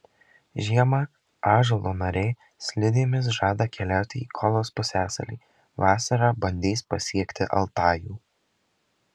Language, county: Lithuanian, Marijampolė